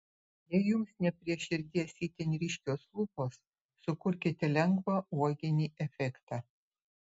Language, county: Lithuanian, Utena